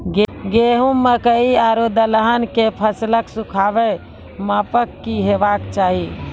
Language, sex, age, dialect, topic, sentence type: Maithili, female, 41-45, Angika, agriculture, question